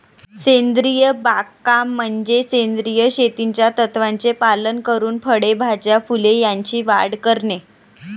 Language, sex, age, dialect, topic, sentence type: Marathi, male, 18-24, Varhadi, agriculture, statement